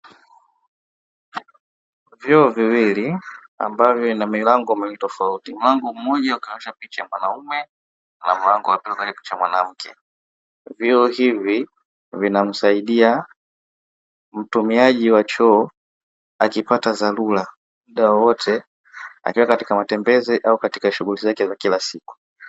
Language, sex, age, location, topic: Swahili, male, 18-24, Dar es Salaam, government